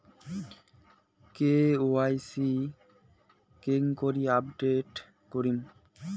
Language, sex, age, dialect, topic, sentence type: Bengali, male, 18-24, Rajbangshi, banking, question